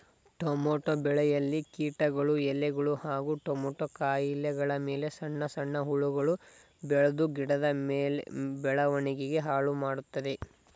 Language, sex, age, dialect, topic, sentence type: Kannada, male, 18-24, Mysore Kannada, agriculture, statement